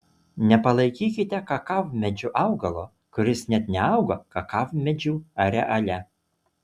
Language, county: Lithuanian, Utena